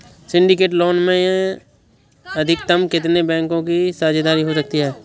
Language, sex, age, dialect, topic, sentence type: Hindi, male, 18-24, Awadhi Bundeli, banking, statement